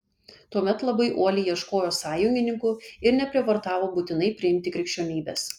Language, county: Lithuanian, Kaunas